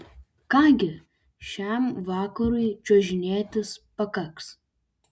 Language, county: Lithuanian, Alytus